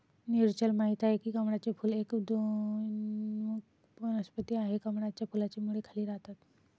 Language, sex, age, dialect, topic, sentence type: Marathi, female, 25-30, Varhadi, agriculture, statement